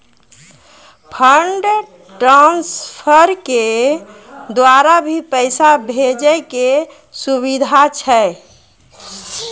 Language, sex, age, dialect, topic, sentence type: Maithili, female, 41-45, Angika, banking, question